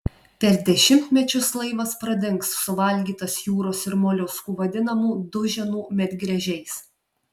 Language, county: Lithuanian, Alytus